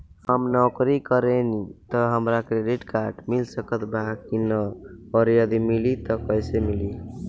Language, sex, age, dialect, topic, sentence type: Bhojpuri, male, 18-24, Southern / Standard, banking, question